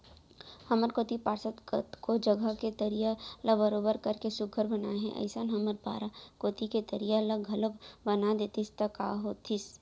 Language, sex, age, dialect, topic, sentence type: Chhattisgarhi, female, 18-24, Central, banking, statement